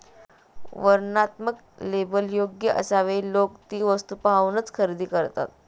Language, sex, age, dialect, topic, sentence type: Marathi, female, 31-35, Standard Marathi, banking, statement